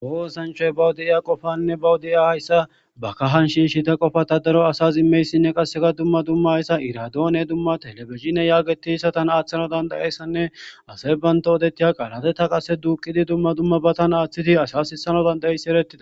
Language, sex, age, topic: Gamo, male, 18-24, government